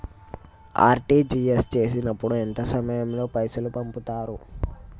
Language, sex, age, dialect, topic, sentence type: Telugu, male, 18-24, Telangana, banking, question